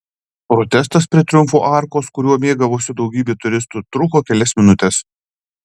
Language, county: Lithuanian, Panevėžys